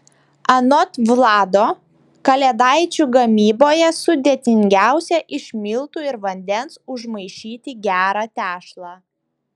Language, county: Lithuanian, Šiauliai